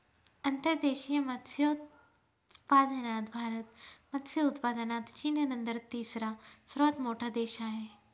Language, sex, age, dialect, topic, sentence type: Marathi, female, 31-35, Northern Konkan, agriculture, statement